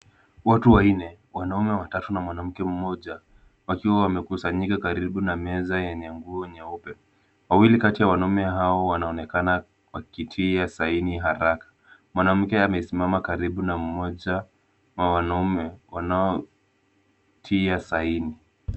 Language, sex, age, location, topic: Swahili, male, 18-24, Kisumu, government